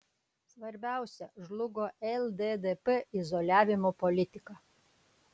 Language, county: Lithuanian, Šiauliai